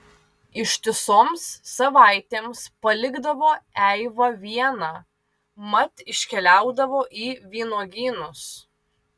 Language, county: Lithuanian, Vilnius